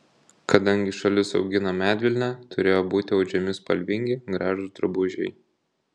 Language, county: Lithuanian, Kaunas